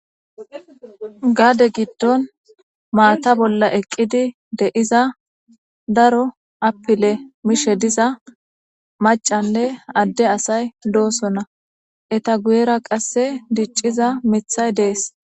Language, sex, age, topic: Gamo, female, 18-24, government